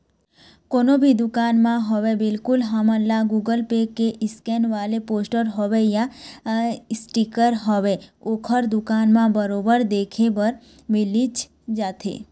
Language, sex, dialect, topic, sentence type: Chhattisgarhi, female, Eastern, banking, statement